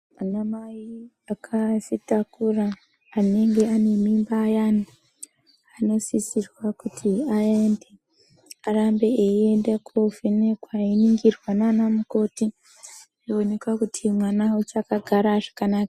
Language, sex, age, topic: Ndau, female, 25-35, health